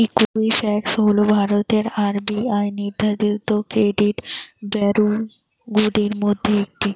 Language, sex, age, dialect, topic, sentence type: Bengali, female, 18-24, Rajbangshi, banking, question